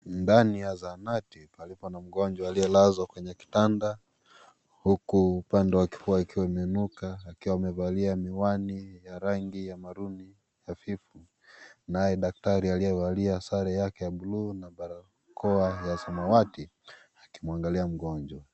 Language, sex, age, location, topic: Swahili, male, 25-35, Kisii, health